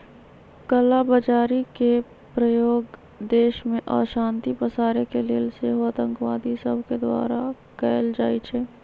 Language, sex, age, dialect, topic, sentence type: Magahi, female, 31-35, Western, banking, statement